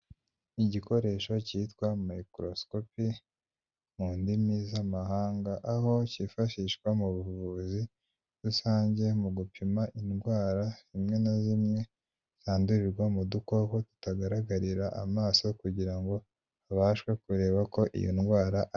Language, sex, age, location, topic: Kinyarwanda, male, 25-35, Kigali, health